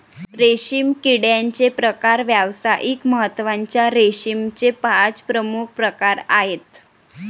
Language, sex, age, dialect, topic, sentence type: Marathi, male, 18-24, Varhadi, agriculture, statement